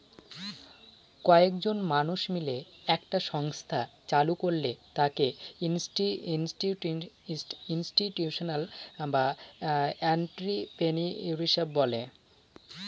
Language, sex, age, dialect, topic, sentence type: Bengali, male, 18-24, Northern/Varendri, banking, statement